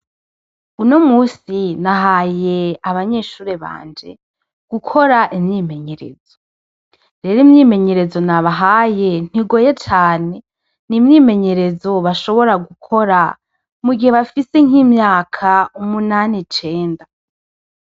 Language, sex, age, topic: Rundi, female, 25-35, education